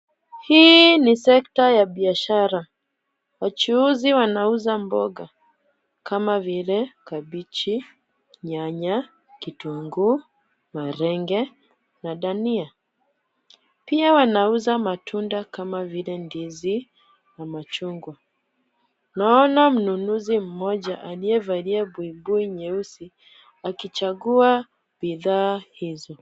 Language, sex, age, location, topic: Swahili, female, 25-35, Kisumu, finance